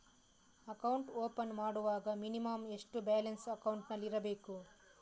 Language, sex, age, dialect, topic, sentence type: Kannada, female, 18-24, Coastal/Dakshin, banking, question